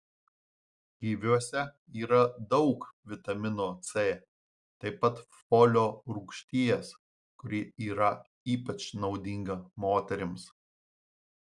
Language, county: Lithuanian, Marijampolė